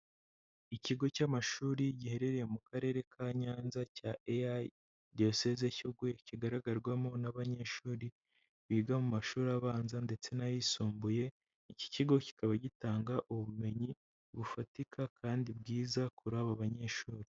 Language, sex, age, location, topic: Kinyarwanda, male, 18-24, Huye, education